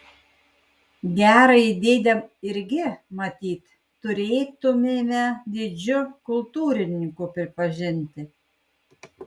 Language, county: Lithuanian, Kaunas